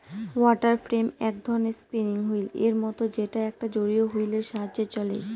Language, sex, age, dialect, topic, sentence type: Bengali, female, 18-24, Northern/Varendri, agriculture, statement